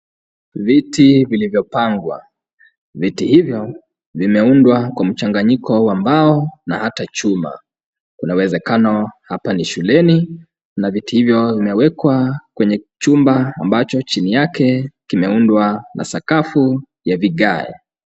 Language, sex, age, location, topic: Swahili, male, 25-35, Kisumu, education